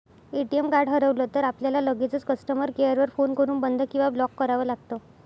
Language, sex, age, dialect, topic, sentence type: Marathi, female, 51-55, Northern Konkan, banking, statement